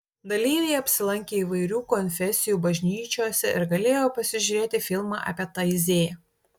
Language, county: Lithuanian, Utena